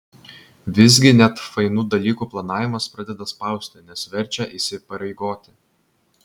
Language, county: Lithuanian, Vilnius